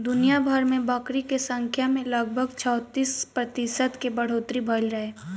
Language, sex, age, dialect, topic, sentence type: Bhojpuri, female, <18, Southern / Standard, agriculture, statement